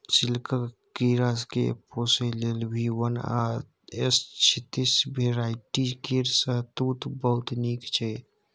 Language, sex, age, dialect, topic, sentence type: Maithili, male, 18-24, Bajjika, agriculture, statement